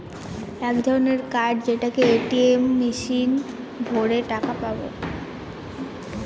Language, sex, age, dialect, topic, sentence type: Bengali, female, 18-24, Northern/Varendri, banking, statement